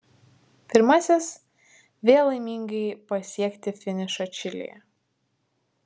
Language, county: Lithuanian, Vilnius